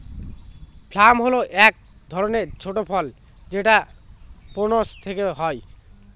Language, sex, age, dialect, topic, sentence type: Bengali, male, <18, Northern/Varendri, agriculture, statement